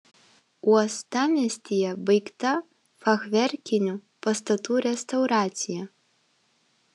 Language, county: Lithuanian, Vilnius